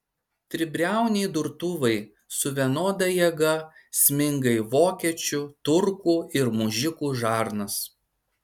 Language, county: Lithuanian, Šiauliai